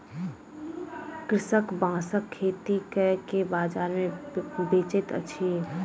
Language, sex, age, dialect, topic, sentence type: Maithili, female, 25-30, Southern/Standard, agriculture, statement